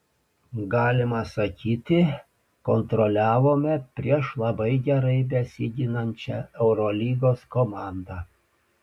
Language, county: Lithuanian, Panevėžys